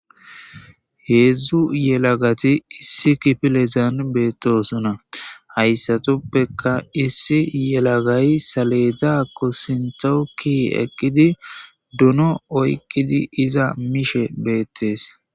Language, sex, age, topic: Gamo, male, 25-35, government